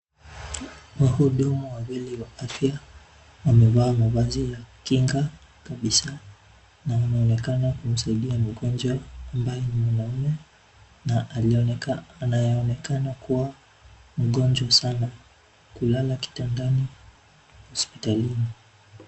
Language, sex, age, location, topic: Swahili, male, 18-24, Nairobi, health